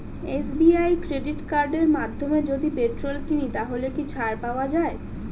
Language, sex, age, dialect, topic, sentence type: Bengali, female, 31-35, Standard Colloquial, banking, question